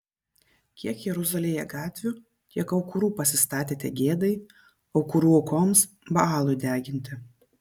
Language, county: Lithuanian, Vilnius